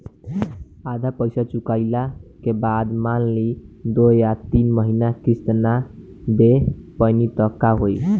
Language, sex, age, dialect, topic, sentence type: Bhojpuri, male, <18, Southern / Standard, banking, question